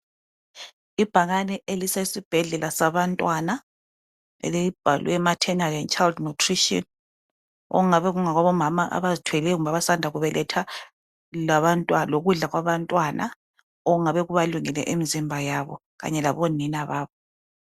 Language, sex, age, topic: North Ndebele, female, 25-35, health